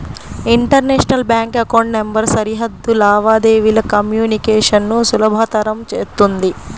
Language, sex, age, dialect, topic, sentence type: Telugu, female, 36-40, Central/Coastal, banking, statement